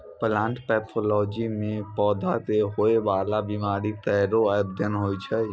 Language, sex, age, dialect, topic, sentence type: Maithili, male, 60-100, Angika, agriculture, statement